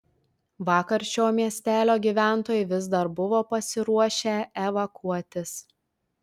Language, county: Lithuanian, Telšiai